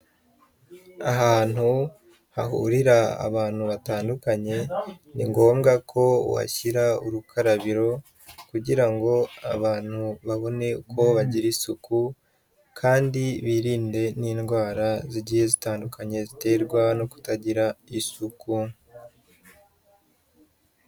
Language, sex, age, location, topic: Kinyarwanda, male, 25-35, Huye, education